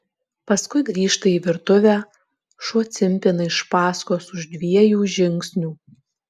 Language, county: Lithuanian, Alytus